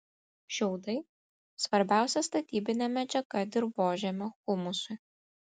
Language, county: Lithuanian, Kaunas